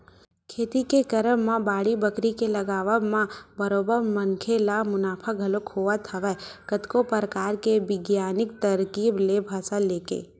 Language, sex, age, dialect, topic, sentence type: Chhattisgarhi, female, 18-24, Western/Budati/Khatahi, agriculture, statement